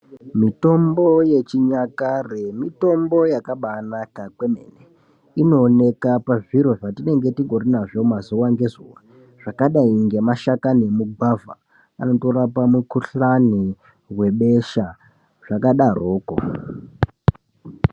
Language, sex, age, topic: Ndau, male, 18-24, health